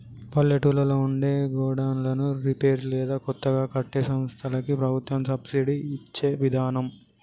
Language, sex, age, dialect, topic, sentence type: Telugu, male, 18-24, Telangana, agriculture, statement